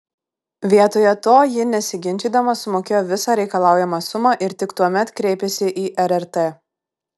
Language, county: Lithuanian, Kaunas